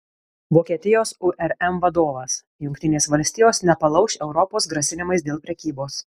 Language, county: Lithuanian, Kaunas